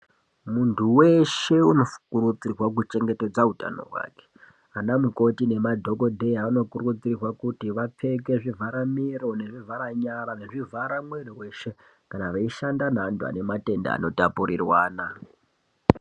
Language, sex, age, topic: Ndau, female, 25-35, health